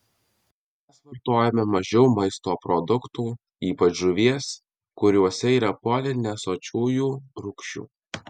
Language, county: Lithuanian, Alytus